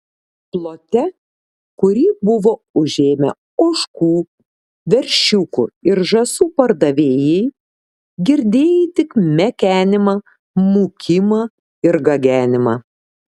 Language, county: Lithuanian, Šiauliai